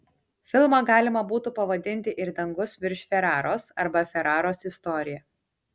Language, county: Lithuanian, Kaunas